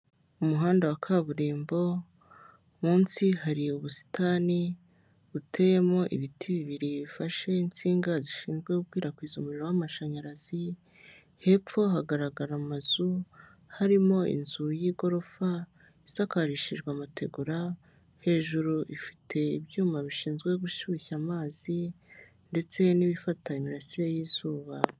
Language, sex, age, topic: Kinyarwanda, male, 18-24, government